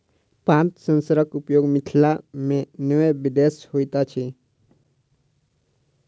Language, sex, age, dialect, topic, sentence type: Maithili, male, 46-50, Southern/Standard, agriculture, statement